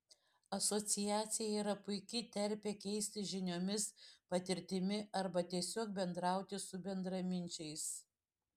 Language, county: Lithuanian, Šiauliai